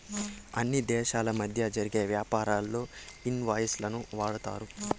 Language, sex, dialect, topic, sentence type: Telugu, male, Southern, banking, statement